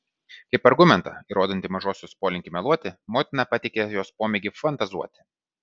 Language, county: Lithuanian, Vilnius